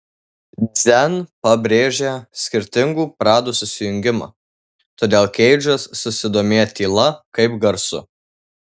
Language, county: Lithuanian, Tauragė